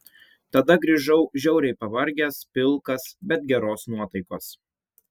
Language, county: Lithuanian, Vilnius